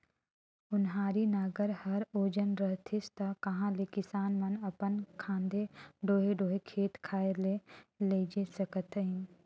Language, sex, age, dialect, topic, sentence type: Chhattisgarhi, female, 18-24, Northern/Bhandar, agriculture, statement